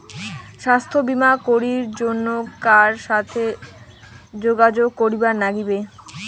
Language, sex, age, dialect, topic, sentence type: Bengali, female, 18-24, Rajbangshi, banking, question